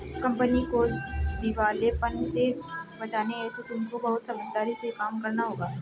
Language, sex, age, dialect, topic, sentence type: Hindi, female, 18-24, Marwari Dhudhari, banking, statement